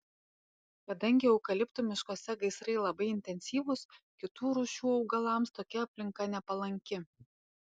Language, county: Lithuanian, Panevėžys